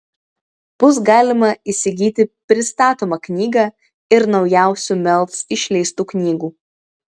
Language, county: Lithuanian, Vilnius